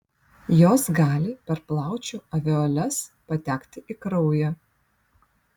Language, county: Lithuanian, Vilnius